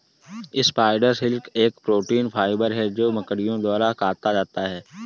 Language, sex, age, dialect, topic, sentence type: Hindi, male, 18-24, Marwari Dhudhari, agriculture, statement